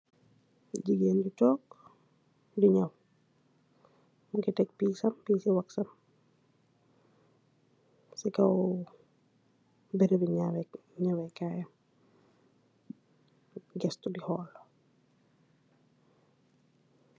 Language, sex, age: Wolof, female, 25-35